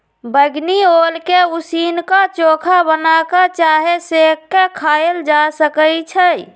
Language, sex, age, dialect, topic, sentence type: Magahi, female, 18-24, Western, agriculture, statement